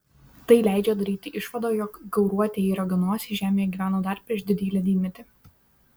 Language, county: Lithuanian, Šiauliai